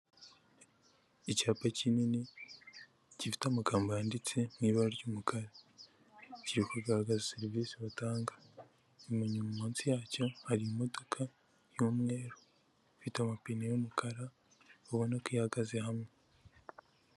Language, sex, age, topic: Kinyarwanda, female, 18-24, finance